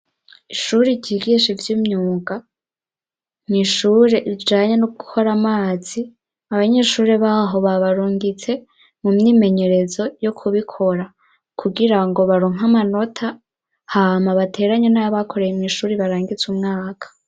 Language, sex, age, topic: Rundi, male, 18-24, education